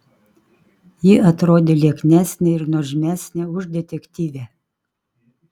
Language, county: Lithuanian, Kaunas